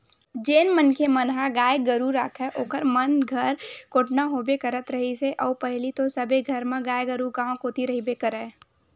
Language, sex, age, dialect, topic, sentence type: Chhattisgarhi, male, 18-24, Western/Budati/Khatahi, agriculture, statement